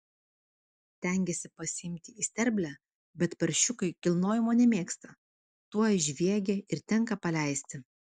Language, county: Lithuanian, Vilnius